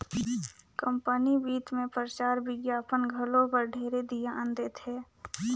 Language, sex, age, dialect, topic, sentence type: Chhattisgarhi, female, 41-45, Northern/Bhandar, banking, statement